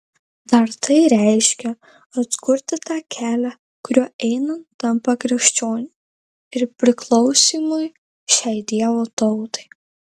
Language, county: Lithuanian, Marijampolė